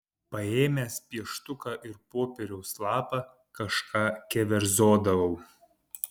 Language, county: Lithuanian, Panevėžys